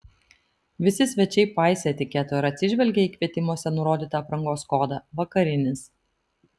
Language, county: Lithuanian, Vilnius